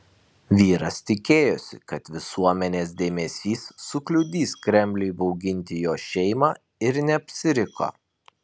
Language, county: Lithuanian, Kaunas